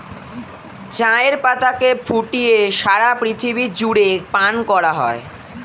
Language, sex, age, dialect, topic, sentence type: Bengali, female, 36-40, Standard Colloquial, agriculture, statement